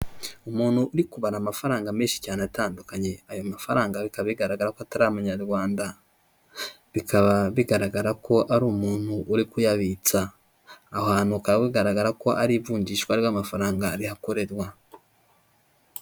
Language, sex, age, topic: Kinyarwanda, male, 25-35, finance